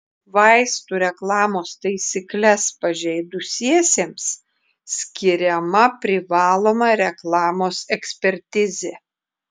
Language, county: Lithuanian, Klaipėda